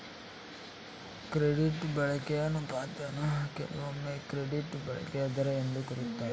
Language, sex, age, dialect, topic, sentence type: Kannada, male, 18-24, Mysore Kannada, banking, statement